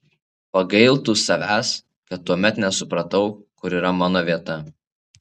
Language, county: Lithuanian, Vilnius